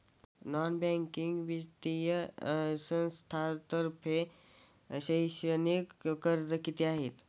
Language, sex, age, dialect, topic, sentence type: Marathi, male, <18, Standard Marathi, banking, question